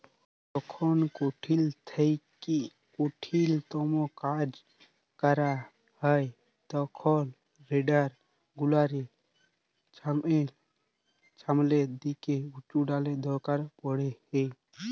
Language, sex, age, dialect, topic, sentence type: Bengali, male, 18-24, Jharkhandi, agriculture, statement